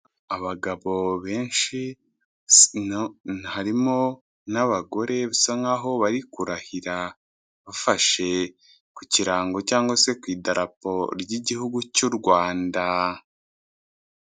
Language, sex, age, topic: Kinyarwanda, male, 25-35, government